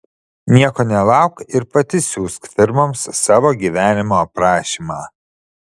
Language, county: Lithuanian, Šiauliai